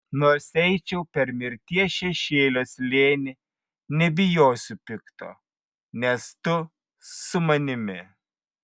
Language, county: Lithuanian, Vilnius